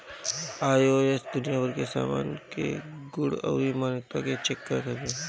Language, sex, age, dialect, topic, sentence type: Bhojpuri, female, 25-30, Northern, banking, statement